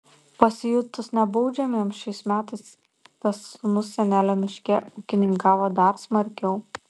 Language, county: Lithuanian, Šiauliai